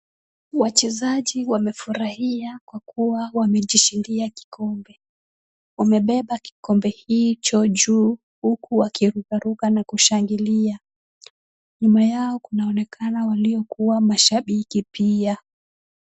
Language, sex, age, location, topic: Swahili, female, 18-24, Kisumu, government